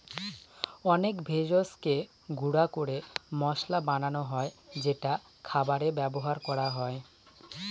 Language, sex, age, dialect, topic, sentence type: Bengali, male, 18-24, Northern/Varendri, agriculture, statement